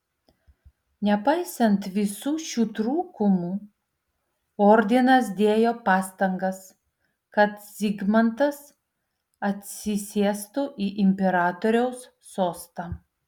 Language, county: Lithuanian, Vilnius